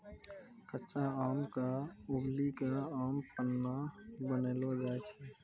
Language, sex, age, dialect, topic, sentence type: Maithili, male, 18-24, Angika, agriculture, statement